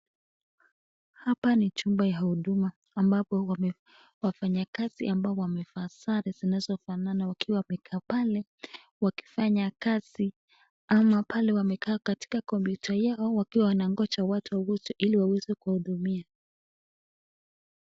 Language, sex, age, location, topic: Swahili, female, 18-24, Nakuru, government